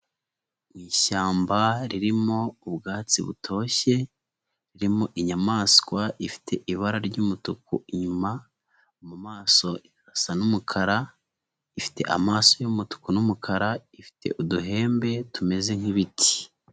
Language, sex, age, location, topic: Kinyarwanda, female, 25-35, Huye, agriculture